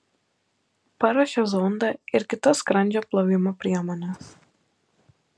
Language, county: Lithuanian, Panevėžys